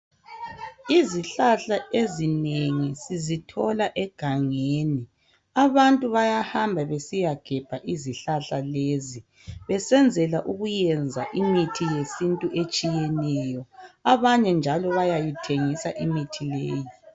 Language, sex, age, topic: North Ndebele, female, 25-35, health